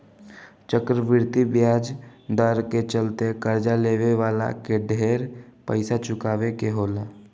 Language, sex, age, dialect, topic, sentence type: Bhojpuri, male, <18, Southern / Standard, banking, statement